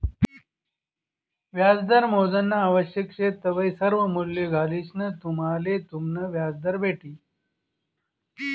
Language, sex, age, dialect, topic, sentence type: Marathi, male, 41-45, Northern Konkan, banking, statement